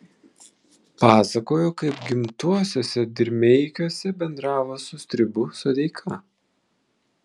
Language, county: Lithuanian, Vilnius